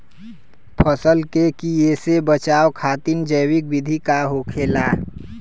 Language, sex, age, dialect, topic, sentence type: Bhojpuri, male, 25-30, Western, agriculture, question